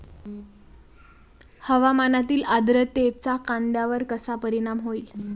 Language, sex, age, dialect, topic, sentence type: Marathi, female, 18-24, Standard Marathi, agriculture, question